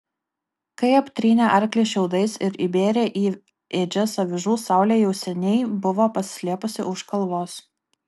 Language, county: Lithuanian, Kaunas